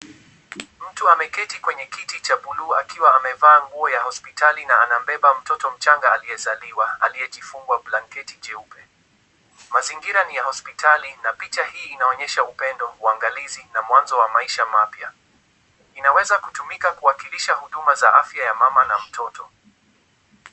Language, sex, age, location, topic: Swahili, male, 18-24, Kisumu, health